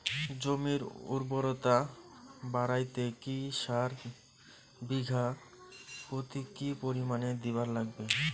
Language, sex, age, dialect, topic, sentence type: Bengali, male, 25-30, Rajbangshi, agriculture, question